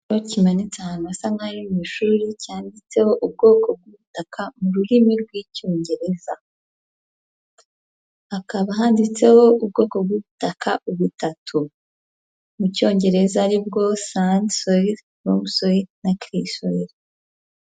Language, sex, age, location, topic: Kinyarwanda, female, 18-24, Huye, education